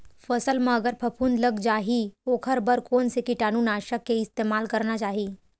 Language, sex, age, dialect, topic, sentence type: Chhattisgarhi, female, 18-24, Western/Budati/Khatahi, agriculture, question